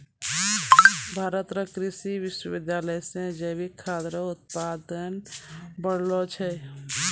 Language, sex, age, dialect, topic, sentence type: Maithili, female, 36-40, Angika, agriculture, statement